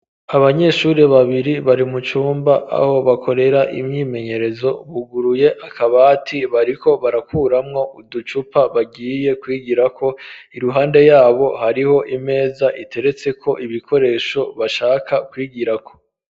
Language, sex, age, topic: Rundi, male, 25-35, education